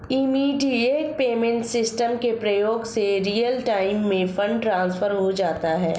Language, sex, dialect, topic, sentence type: Hindi, female, Marwari Dhudhari, banking, statement